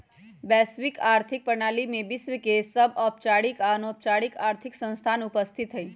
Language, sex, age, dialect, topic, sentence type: Magahi, female, 18-24, Western, banking, statement